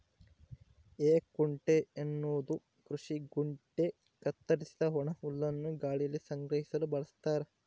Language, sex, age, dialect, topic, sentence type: Kannada, male, 25-30, Central, agriculture, statement